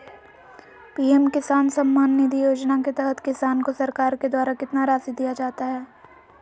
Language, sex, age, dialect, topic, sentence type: Magahi, female, 60-100, Southern, agriculture, question